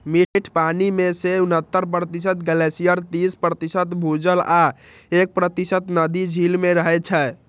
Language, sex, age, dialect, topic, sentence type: Maithili, male, 31-35, Eastern / Thethi, agriculture, statement